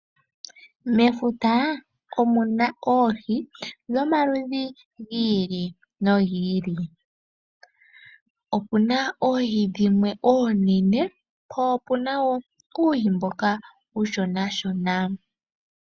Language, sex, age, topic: Oshiwambo, female, 18-24, agriculture